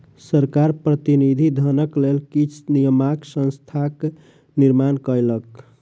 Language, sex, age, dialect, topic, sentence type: Maithili, male, 41-45, Southern/Standard, banking, statement